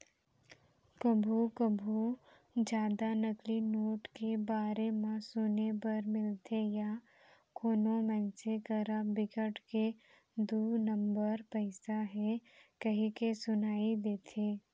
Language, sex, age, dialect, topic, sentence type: Chhattisgarhi, female, 18-24, Central, banking, statement